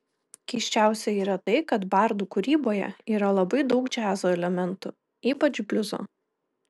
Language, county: Lithuanian, Kaunas